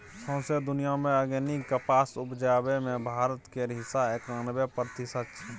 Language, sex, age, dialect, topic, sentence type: Maithili, male, 25-30, Bajjika, agriculture, statement